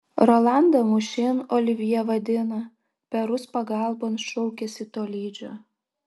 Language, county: Lithuanian, Vilnius